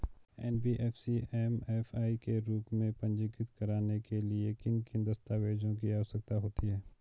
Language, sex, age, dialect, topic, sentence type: Hindi, male, 25-30, Garhwali, banking, question